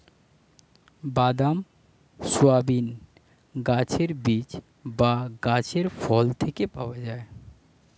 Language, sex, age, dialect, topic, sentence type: Bengali, male, 25-30, Standard Colloquial, agriculture, statement